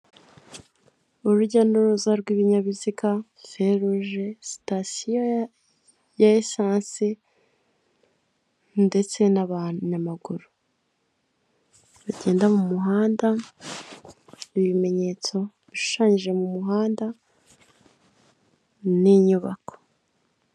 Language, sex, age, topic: Kinyarwanda, female, 18-24, government